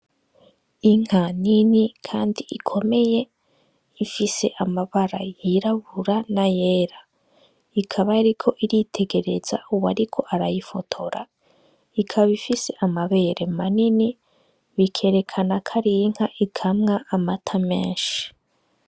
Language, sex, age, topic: Rundi, female, 18-24, agriculture